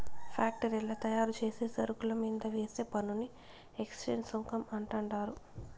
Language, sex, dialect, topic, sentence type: Telugu, female, Southern, banking, statement